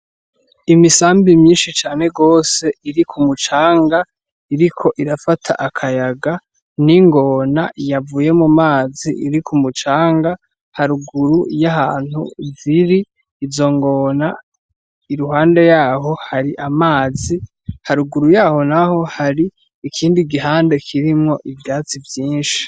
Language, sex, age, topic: Rundi, male, 18-24, agriculture